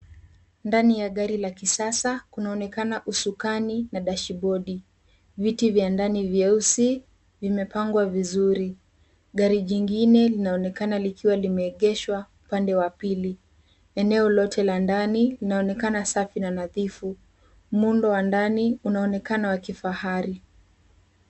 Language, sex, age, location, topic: Swahili, female, 18-24, Nairobi, finance